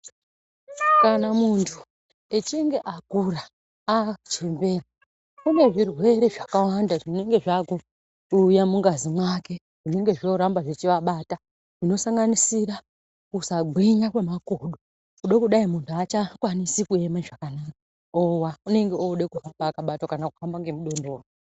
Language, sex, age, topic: Ndau, female, 25-35, health